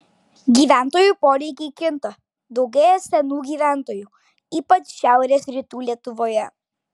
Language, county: Lithuanian, Klaipėda